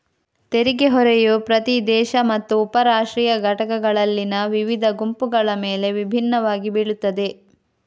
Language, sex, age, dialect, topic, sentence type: Kannada, female, 25-30, Coastal/Dakshin, banking, statement